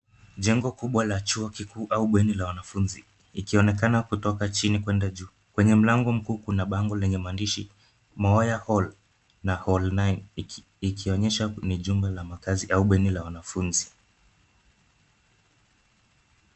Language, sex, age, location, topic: Swahili, male, 25-35, Nairobi, education